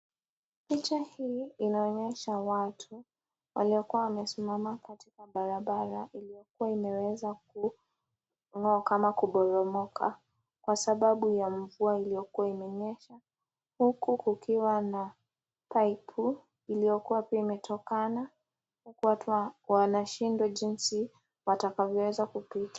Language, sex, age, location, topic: Swahili, female, 18-24, Nakuru, health